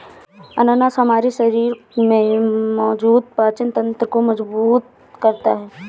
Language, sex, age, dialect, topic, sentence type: Hindi, female, 18-24, Awadhi Bundeli, agriculture, statement